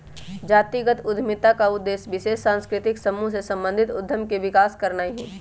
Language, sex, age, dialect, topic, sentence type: Magahi, male, 18-24, Western, banking, statement